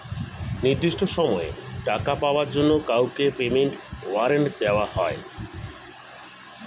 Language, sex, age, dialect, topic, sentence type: Bengali, male, 41-45, Standard Colloquial, banking, statement